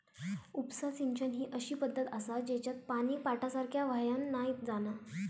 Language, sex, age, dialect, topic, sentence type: Marathi, female, 18-24, Southern Konkan, agriculture, statement